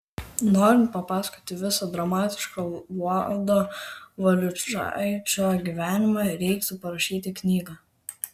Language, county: Lithuanian, Kaunas